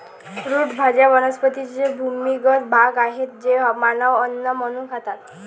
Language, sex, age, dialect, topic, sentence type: Marathi, female, 18-24, Varhadi, agriculture, statement